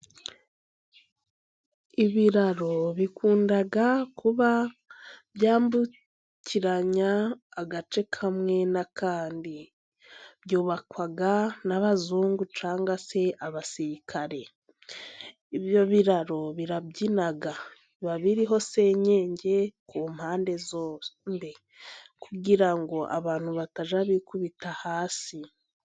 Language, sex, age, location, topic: Kinyarwanda, female, 18-24, Musanze, government